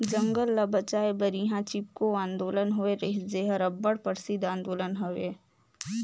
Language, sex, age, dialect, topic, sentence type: Chhattisgarhi, female, 18-24, Northern/Bhandar, agriculture, statement